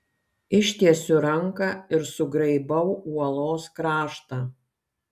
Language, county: Lithuanian, Kaunas